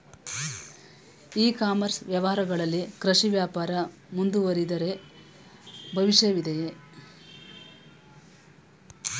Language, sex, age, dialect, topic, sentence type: Kannada, female, 18-24, Mysore Kannada, agriculture, question